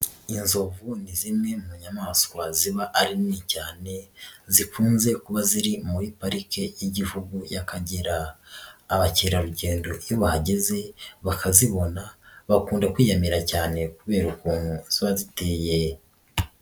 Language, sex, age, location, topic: Kinyarwanda, female, 36-49, Nyagatare, agriculture